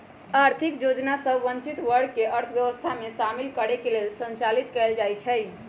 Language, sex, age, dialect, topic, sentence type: Magahi, male, 25-30, Western, banking, statement